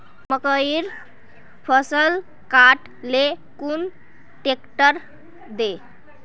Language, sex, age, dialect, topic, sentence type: Magahi, female, 18-24, Northeastern/Surjapuri, agriculture, question